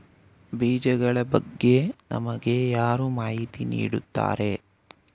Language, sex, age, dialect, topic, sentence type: Kannada, male, 18-24, Mysore Kannada, agriculture, question